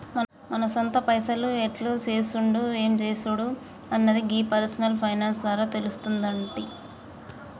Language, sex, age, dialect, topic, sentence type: Telugu, female, 25-30, Telangana, banking, statement